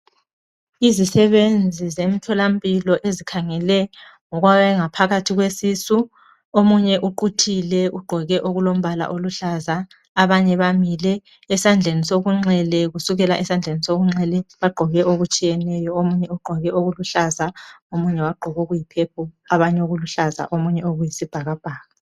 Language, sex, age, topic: North Ndebele, male, 25-35, health